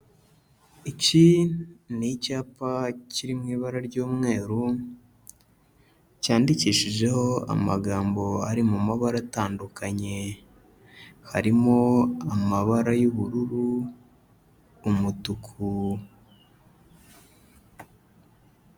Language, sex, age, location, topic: Kinyarwanda, male, 25-35, Kigali, health